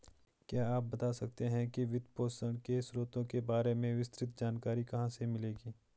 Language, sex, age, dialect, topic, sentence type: Hindi, male, 25-30, Garhwali, banking, statement